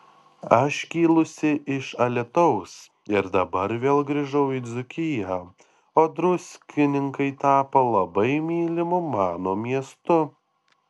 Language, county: Lithuanian, Panevėžys